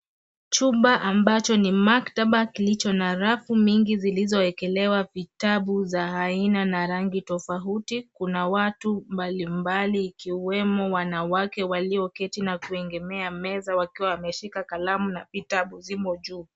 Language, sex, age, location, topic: Swahili, female, 25-35, Nairobi, education